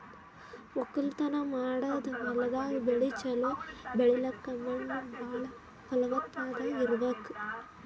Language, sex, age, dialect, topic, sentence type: Kannada, female, 18-24, Northeastern, agriculture, statement